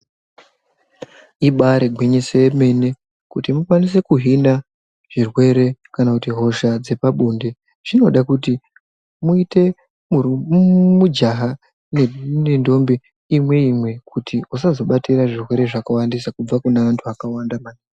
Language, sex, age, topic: Ndau, male, 25-35, health